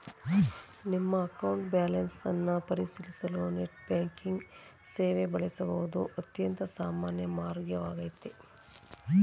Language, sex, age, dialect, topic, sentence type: Kannada, male, 36-40, Mysore Kannada, banking, statement